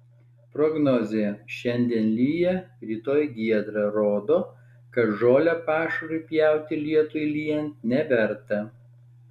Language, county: Lithuanian, Alytus